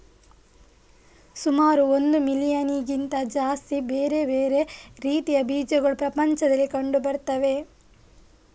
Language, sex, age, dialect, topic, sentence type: Kannada, female, 25-30, Coastal/Dakshin, agriculture, statement